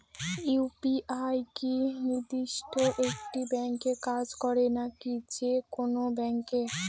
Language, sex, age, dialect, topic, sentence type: Bengali, female, 60-100, Northern/Varendri, banking, question